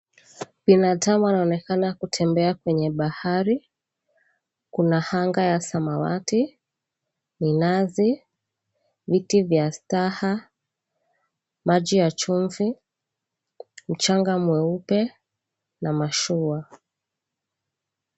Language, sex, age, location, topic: Swahili, female, 25-35, Mombasa, government